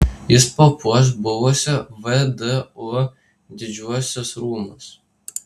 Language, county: Lithuanian, Tauragė